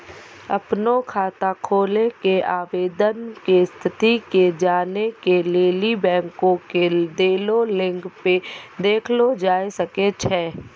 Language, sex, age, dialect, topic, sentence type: Maithili, female, 51-55, Angika, banking, statement